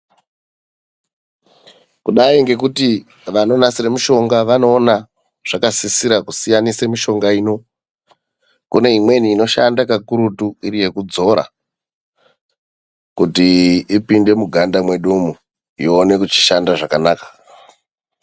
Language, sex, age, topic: Ndau, male, 25-35, health